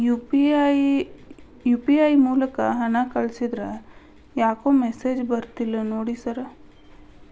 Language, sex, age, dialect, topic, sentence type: Kannada, female, 31-35, Dharwad Kannada, banking, question